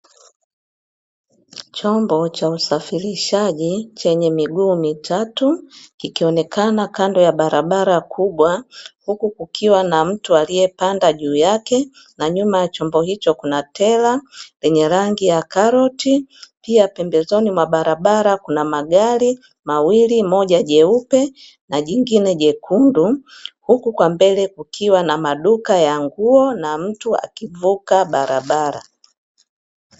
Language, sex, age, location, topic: Swahili, female, 36-49, Dar es Salaam, government